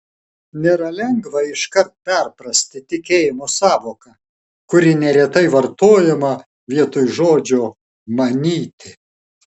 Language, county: Lithuanian, Alytus